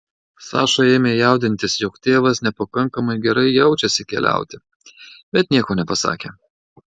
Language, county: Lithuanian, Marijampolė